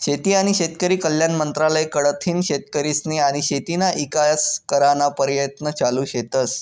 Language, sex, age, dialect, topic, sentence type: Marathi, male, 18-24, Northern Konkan, agriculture, statement